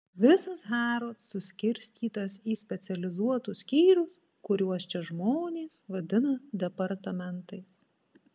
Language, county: Lithuanian, Panevėžys